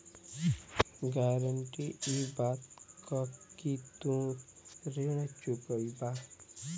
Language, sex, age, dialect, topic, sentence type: Bhojpuri, male, <18, Western, banking, statement